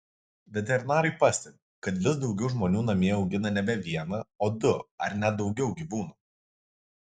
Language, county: Lithuanian, Kaunas